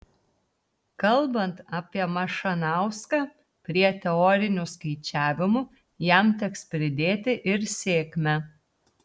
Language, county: Lithuanian, Telšiai